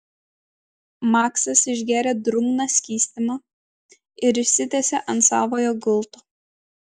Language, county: Lithuanian, Klaipėda